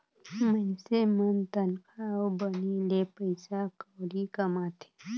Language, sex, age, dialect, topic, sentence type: Chhattisgarhi, female, 18-24, Northern/Bhandar, banking, statement